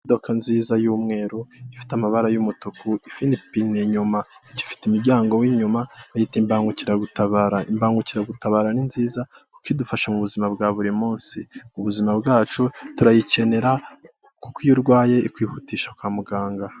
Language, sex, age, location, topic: Kinyarwanda, male, 25-35, Kigali, health